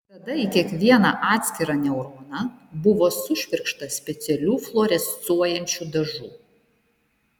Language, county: Lithuanian, Šiauliai